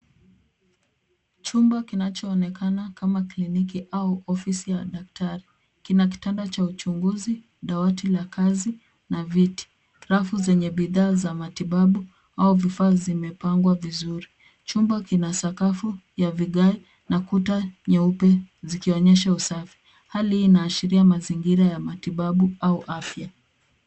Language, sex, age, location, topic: Swahili, female, 25-35, Nairobi, health